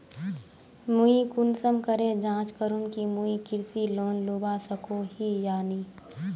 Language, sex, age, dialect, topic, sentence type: Magahi, female, 18-24, Northeastern/Surjapuri, banking, question